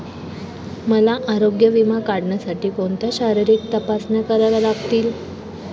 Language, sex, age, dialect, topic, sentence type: Marathi, female, 18-24, Standard Marathi, banking, question